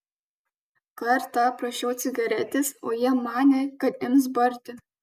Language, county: Lithuanian, Kaunas